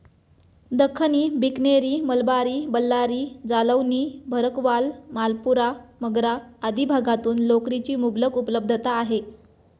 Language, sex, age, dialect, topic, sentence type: Marathi, male, 25-30, Standard Marathi, agriculture, statement